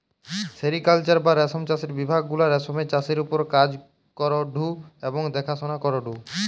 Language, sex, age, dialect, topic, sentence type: Bengali, female, 18-24, Western, agriculture, statement